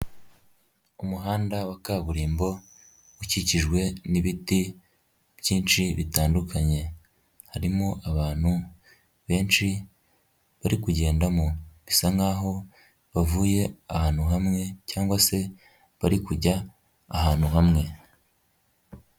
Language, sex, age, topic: Kinyarwanda, male, 18-24, agriculture